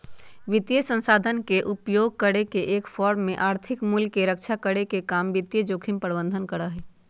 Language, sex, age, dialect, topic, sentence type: Magahi, female, 60-100, Western, banking, statement